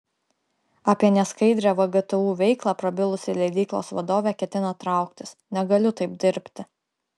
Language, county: Lithuanian, Klaipėda